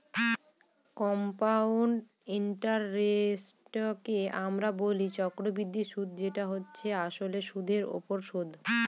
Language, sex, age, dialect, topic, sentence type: Bengali, female, 25-30, Northern/Varendri, banking, statement